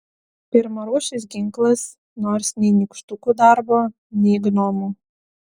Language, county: Lithuanian, Vilnius